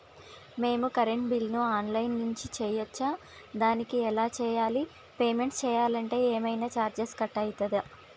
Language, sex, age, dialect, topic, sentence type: Telugu, female, 25-30, Telangana, banking, question